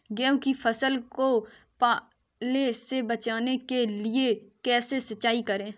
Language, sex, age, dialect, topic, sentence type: Hindi, female, 18-24, Kanauji Braj Bhasha, agriculture, question